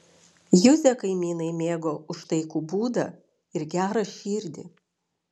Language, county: Lithuanian, Vilnius